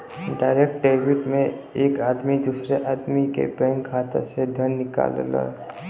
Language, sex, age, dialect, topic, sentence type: Bhojpuri, male, 41-45, Western, banking, statement